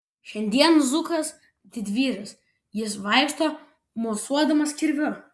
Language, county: Lithuanian, Vilnius